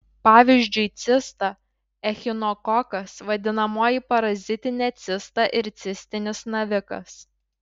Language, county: Lithuanian, Šiauliai